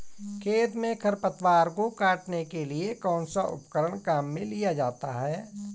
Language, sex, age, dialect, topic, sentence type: Hindi, male, 18-24, Marwari Dhudhari, agriculture, question